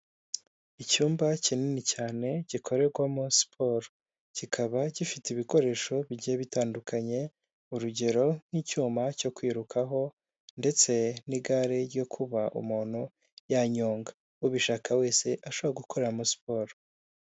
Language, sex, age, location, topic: Kinyarwanda, male, 18-24, Huye, health